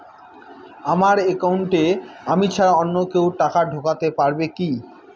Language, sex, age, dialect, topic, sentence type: Bengali, male, 18-24, Rajbangshi, banking, question